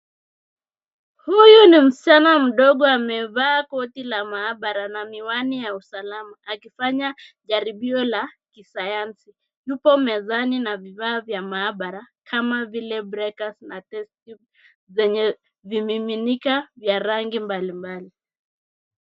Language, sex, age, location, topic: Swahili, female, 25-35, Nairobi, education